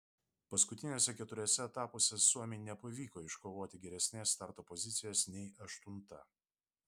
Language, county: Lithuanian, Vilnius